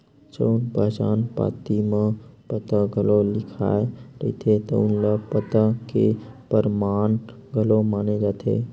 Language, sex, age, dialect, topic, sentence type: Chhattisgarhi, male, 18-24, Western/Budati/Khatahi, banking, statement